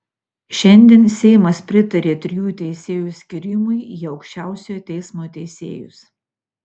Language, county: Lithuanian, Utena